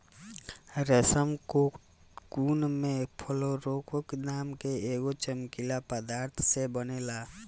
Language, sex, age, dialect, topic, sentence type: Bhojpuri, male, 18-24, Southern / Standard, agriculture, statement